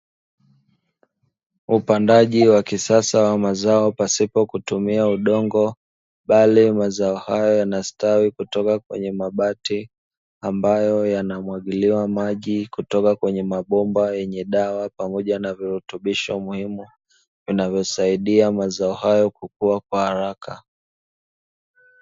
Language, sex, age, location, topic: Swahili, male, 18-24, Dar es Salaam, agriculture